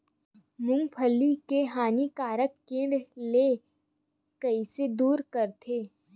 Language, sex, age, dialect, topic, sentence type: Chhattisgarhi, female, 18-24, Western/Budati/Khatahi, agriculture, question